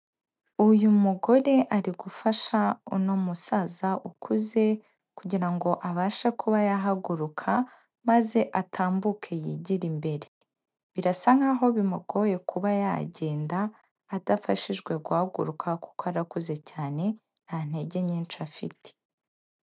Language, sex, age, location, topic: Kinyarwanda, female, 18-24, Kigali, health